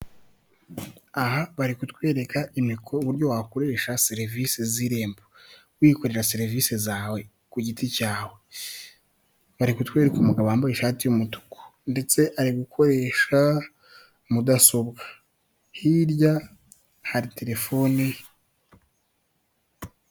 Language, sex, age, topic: Kinyarwanda, male, 18-24, government